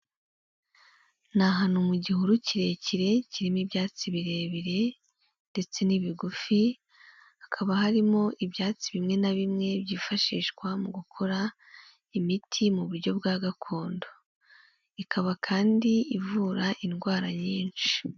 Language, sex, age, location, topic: Kinyarwanda, female, 18-24, Kigali, health